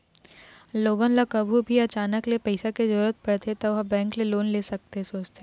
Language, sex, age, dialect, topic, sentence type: Chhattisgarhi, female, 18-24, Eastern, banking, statement